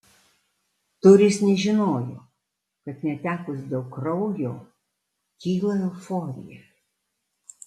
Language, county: Lithuanian, Alytus